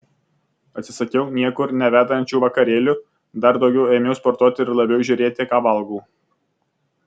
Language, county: Lithuanian, Vilnius